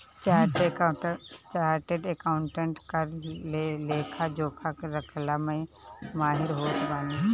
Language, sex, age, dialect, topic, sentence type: Bhojpuri, female, 25-30, Northern, banking, statement